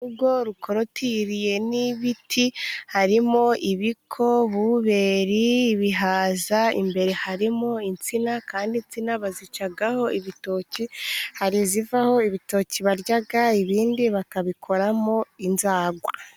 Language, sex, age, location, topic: Kinyarwanda, female, 25-35, Musanze, agriculture